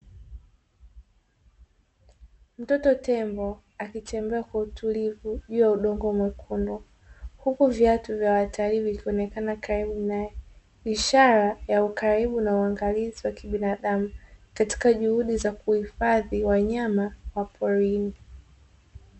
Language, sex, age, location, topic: Swahili, female, 18-24, Dar es Salaam, agriculture